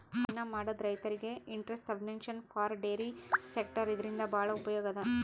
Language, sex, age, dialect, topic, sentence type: Kannada, male, 25-30, Northeastern, agriculture, statement